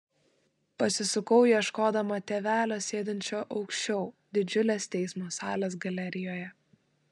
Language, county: Lithuanian, Klaipėda